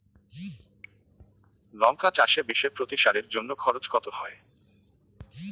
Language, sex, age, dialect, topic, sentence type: Bengali, male, 18-24, Rajbangshi, agriculture, question